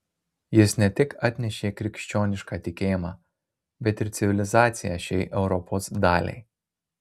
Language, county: Lithuanian, Marijampolė